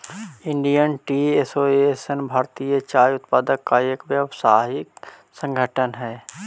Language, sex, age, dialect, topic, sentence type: Magahi, male, 31-35, Central/Standard, agriculture, statement